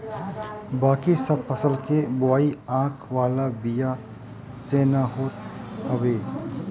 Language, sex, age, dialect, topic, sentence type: Bhojpuri, male, 25-30, Northern, agriculture, statement